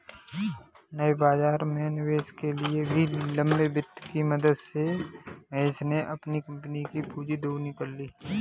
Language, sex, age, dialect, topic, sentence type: Hindi, male, 18-24, Kanauji Braj Bhasha, banking, statement